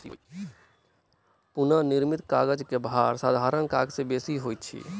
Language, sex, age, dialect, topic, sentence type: Maithili, male, 18-24, Southern/Standard, agriculture, statement